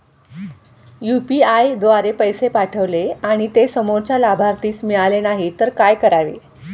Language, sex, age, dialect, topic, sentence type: Marathi, female, 46-50, Standard Marathi, banking, question